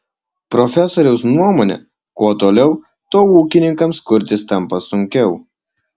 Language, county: Lithuanian, Alytus